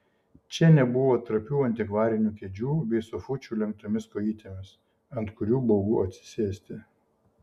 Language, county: Lithuanian, Šiauliai